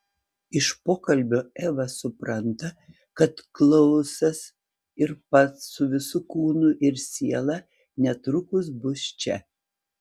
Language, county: Lithuanian, Panevėžys